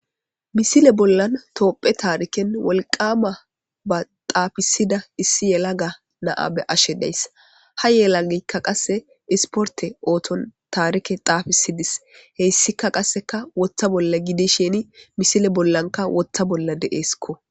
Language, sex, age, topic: Gamo, female, 18-24, government